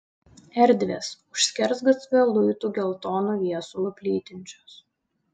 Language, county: Lithuanian, Utena